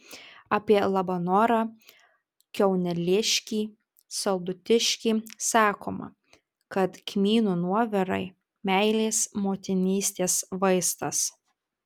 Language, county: Lithuanian, Tauragė